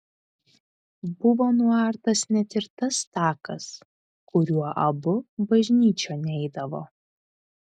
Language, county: Lithuanian, Vilnius